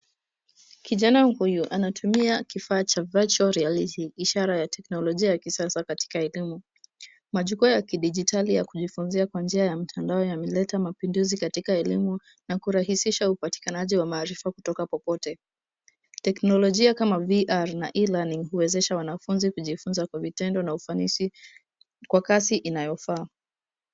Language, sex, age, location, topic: Swahili, female, 18-24, Nairobi, education